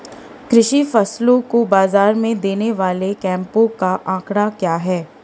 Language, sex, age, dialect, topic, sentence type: Hindi, female, 31-35, Marwari Dhudhari, agriculture, question